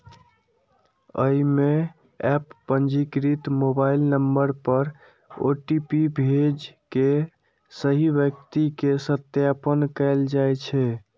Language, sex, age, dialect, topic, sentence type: Maithili, male, 51-55, Eastern / Thethi, banking, statement